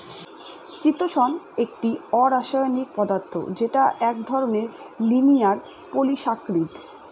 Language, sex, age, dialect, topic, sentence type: Bengali, female, 31-35, Northern/Varendri, agriculture, statement